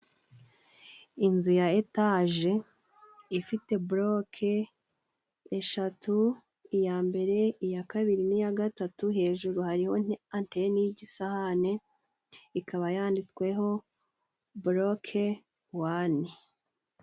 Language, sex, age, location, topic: Kinyarwanda, female, 18-24, Musanze, government